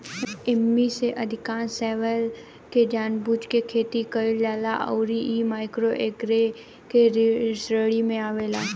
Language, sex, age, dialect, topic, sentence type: Bhojpuri, female, 18-24, Southern / Standard, agriculture, statement